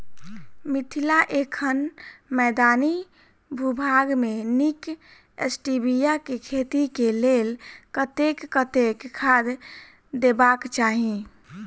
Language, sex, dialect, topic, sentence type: Maithili, female, Southern/Standard, agriculture, question